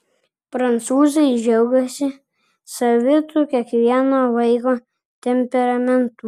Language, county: Lithuanian, Vilnius